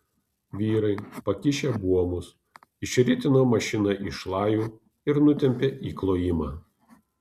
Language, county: Lithuanian, Kaunas